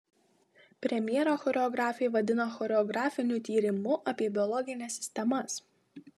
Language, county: Lithuanian, Marijampolė